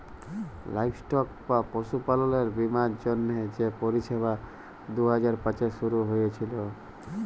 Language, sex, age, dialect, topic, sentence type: Bengali, female, 31-35, Jharkhandi, agriculture, statement